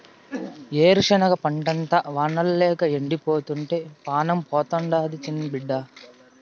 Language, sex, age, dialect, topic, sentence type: Telugu, male, 18-24, Southern, agriculture, statement